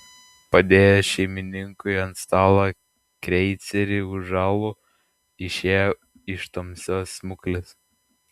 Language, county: Lithuanian, Klaipėda